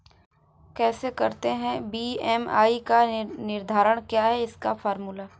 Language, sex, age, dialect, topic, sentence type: Hindi, female, 18-24, Hindustani Malvi Khadi Boli, agriculture, question